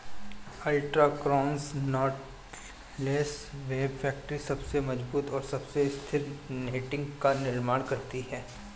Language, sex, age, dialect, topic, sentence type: Hindi, male, 25-30, Marwari Dhudhari, agriculture, statement